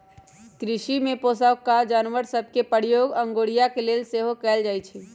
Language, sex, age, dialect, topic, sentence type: Magahi, female, 31-35, Western, agriculture, statement